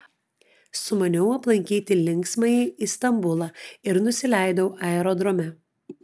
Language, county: Lithuanian, Klaipėda